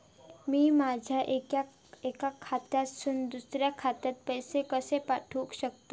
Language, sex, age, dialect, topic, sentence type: Marathi, female, 25-30, Southern Konkan, banking, question